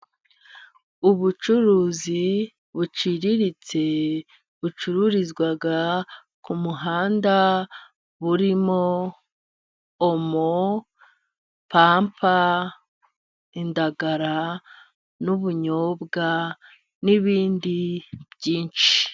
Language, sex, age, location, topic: Kinyarwanda, female, 25-35, Musanze, agriculture